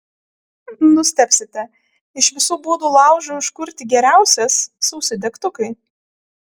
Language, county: Lithuanian, Kaunas